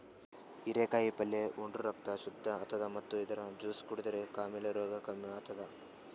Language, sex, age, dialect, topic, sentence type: Kannada, male, 18-24, Northeastern, agriculture, statement